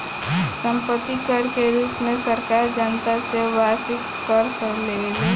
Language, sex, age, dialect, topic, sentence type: Bhojpuri, female, <18, Southern / Standard, banking, statement